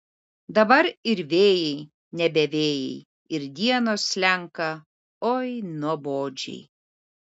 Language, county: Lithuanian, Vilnius